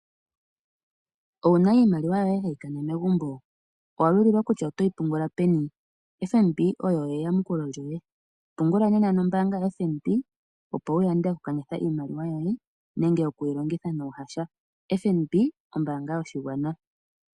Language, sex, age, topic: Oshiwambo, female, 18-24, finance